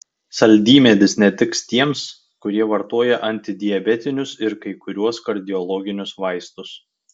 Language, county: Lithuanian, Tauragė